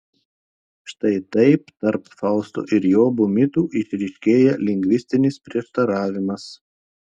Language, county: Lithuanian, Telšiai